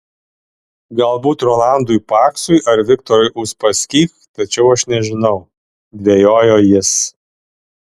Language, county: Lithuanian, Alytus